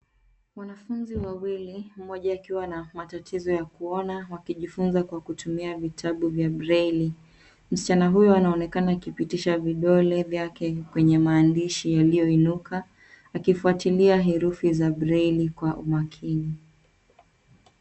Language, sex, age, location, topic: Swahili, female, 25-35, Nairobi, education